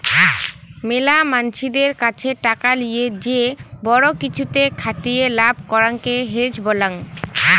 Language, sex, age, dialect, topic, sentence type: Bengali, female, <18, Rajbangshi, banking, statement